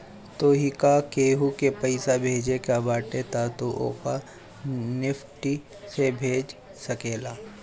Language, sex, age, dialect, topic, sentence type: Bhojpuri, female, 18-24, Northern, banking, statement